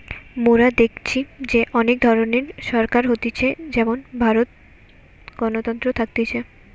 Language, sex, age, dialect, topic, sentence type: Bengali, female, 18-24, Western, banking, statement